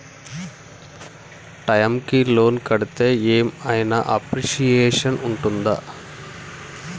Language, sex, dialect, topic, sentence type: Telugu, male, Telangana, banking, question